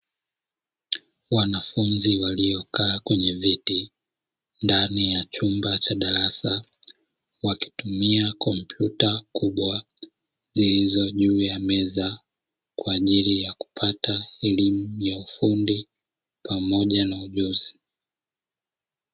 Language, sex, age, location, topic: Swahili, male, 25-35, Dar es Salaam, education